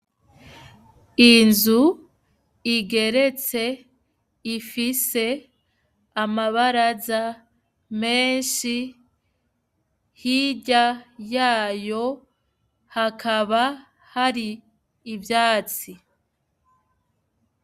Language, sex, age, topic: Rundi, female, 25-35, education